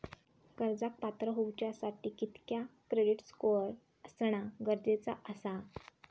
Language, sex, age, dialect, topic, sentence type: Marathi, female, 18-24, Southern Konkan, banking, question